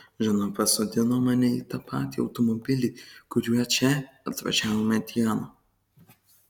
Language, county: Lithuanian, Kaunas